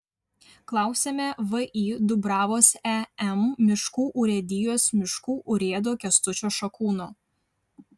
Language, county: Lithuanian, Vilnius